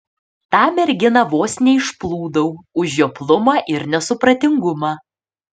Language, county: Lithuanian, Panevėžys